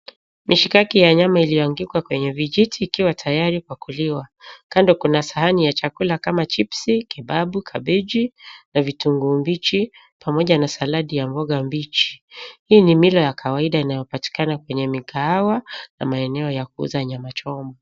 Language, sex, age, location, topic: Swahili, female, 18-24, Mombasa, agriculture